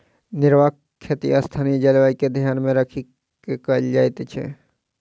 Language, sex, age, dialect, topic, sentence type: Maithili, male, 36-40, Southern/Standard, agriculture, statement